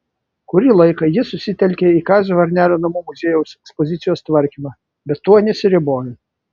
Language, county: Lithuanian, Vilnius